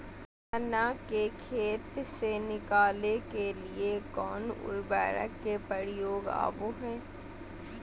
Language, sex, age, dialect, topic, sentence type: Magahi, female, 18-24, Southern, agriculture, question